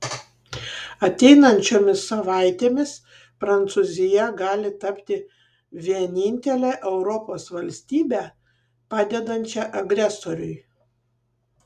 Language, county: Lithuanian, Kaunas